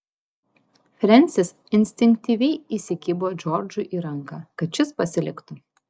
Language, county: Lithuanian, Vilnius